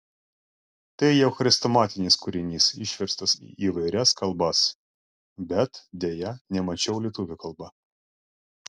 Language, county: Lithuanian, Klaipėda